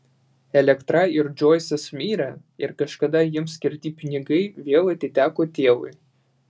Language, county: Lithuanian, Vilnius